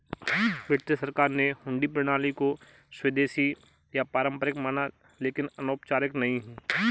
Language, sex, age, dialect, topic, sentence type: Hindi, male, 25-30, Marwari Dhudhari, banking, statement